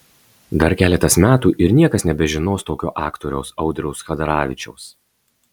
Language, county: Lithuanian, Marijampolė